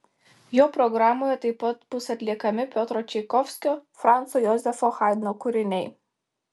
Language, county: Lithuanian, Telšiai